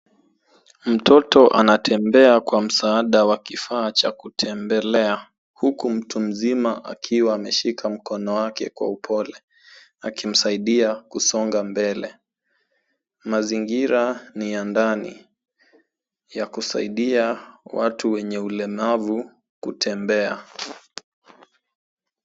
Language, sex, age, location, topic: Swahili, male, 18-24, Nairobi, education